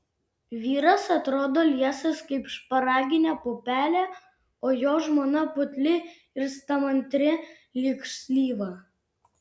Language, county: Lithuanian, Vilnius